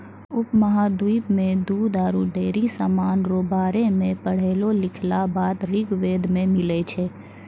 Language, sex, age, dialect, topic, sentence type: Maithili, female, 41-45, Angika, agriculture, statement